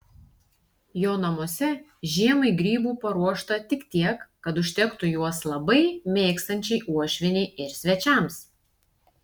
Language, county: Lithuanian, Šiauliai